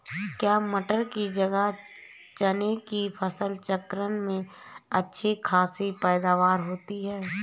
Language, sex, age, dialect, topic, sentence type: Hindi, female, 31-35, Awadhi Bundeli, agriculture, question